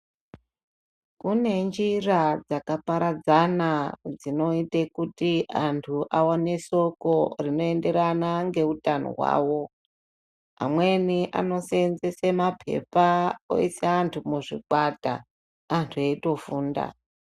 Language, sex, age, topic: Ndau, male, 50+, health